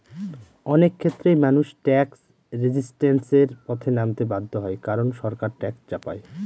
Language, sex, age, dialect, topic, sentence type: Bengali, male, 25-30, Northern/Varendri, banking, statement